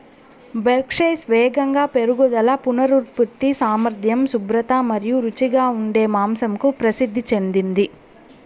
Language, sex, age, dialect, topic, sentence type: Telugu, female, 25-30, Southern, agriculture, statement